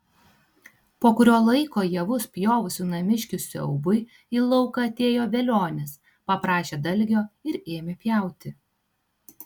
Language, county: Lithuanian, Tauragė